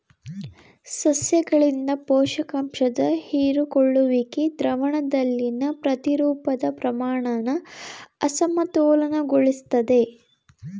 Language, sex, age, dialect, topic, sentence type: Kannada, female, 18-24, Mysore Kannada, agriculture, statement